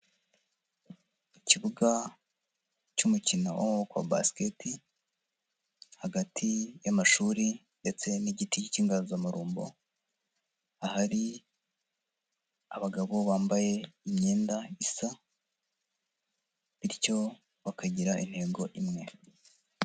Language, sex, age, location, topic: Kinyarwanda, female, 25-35, Huye, education